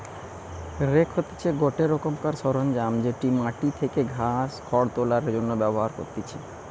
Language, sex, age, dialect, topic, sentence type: Bengali, male, 25-30, Western, agriculture, statement